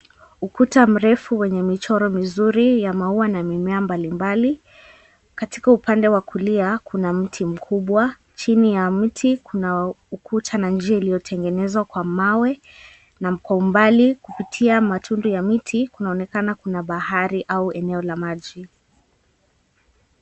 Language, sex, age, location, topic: Swahili, female, 18-24, Mombasa, government